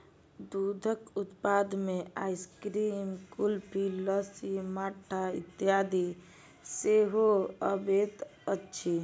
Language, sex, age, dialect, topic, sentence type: Maithili, female, 18-24, Southern/Standard, agriculture, statement